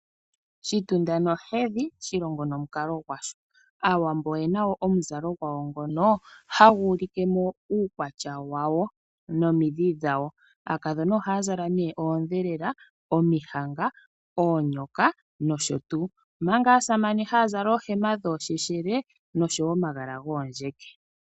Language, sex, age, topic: Oshiwambo, female, 25-35, agriculture